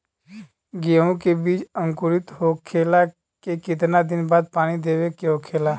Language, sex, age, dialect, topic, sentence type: Bhojpuri, male, 25-30, Western, agriculture, question